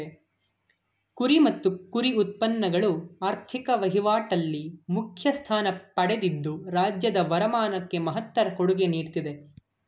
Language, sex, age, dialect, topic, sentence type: Kannada, male, 18-24, Mysore Kannada, agriculture, statement